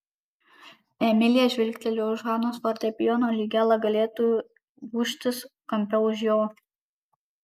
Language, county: Lithuanian, Kaunas